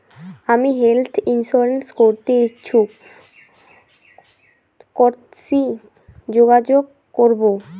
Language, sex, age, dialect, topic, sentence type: Bengali, female, 18-24, Rajbangshi, banking, question